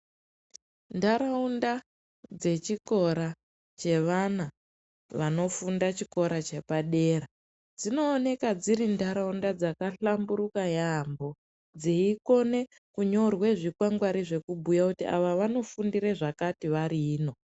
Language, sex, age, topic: Ndau, male, 18-24, education